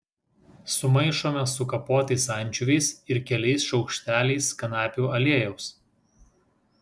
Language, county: Lithuanian, Vilnius